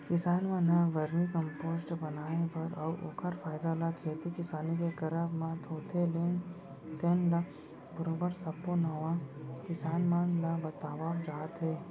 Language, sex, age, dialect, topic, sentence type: Chhattisgarhi, male, 18-24, Central, agriculture, statement